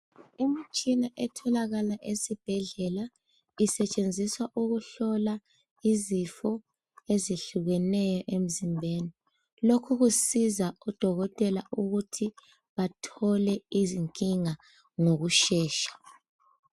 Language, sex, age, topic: North Ndebele, female, 18-24, health